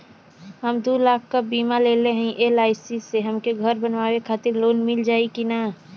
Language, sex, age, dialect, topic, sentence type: Bhojpuri, female, 18-24, Western, banking, question